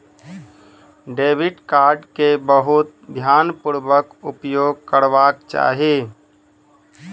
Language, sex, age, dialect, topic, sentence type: Maithili, male, 25-30, Southern/Standard, banking, statement